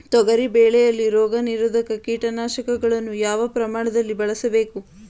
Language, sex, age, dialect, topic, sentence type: Kannada, female, 18-24, Mysore Kannada, agriculture, question